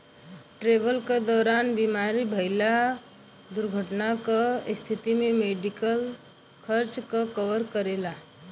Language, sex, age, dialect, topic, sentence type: Bhojpuri, female, 18-24, Western, banking, statement